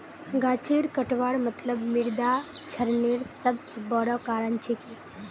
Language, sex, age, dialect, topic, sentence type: Magahi, female, 18-24, Northeastern/Surjapuri, agriculture, statement